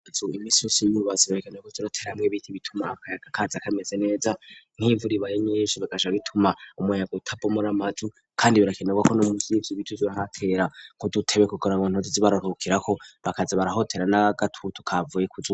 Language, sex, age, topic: Rundi, male, 36-49, education